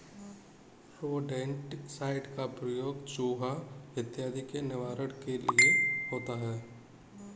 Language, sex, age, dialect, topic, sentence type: Hindi, male, 18-24, Kanauji Braj Bhasha, agriculture, statement